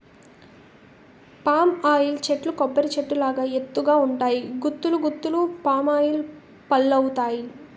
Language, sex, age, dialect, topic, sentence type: Telugu, female, 18-24, Utterandhra, agriculture, statement